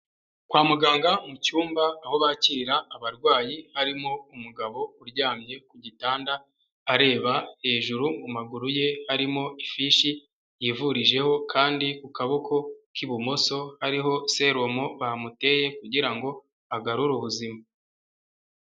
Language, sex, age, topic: Kinyarwanda, male, 25-35, health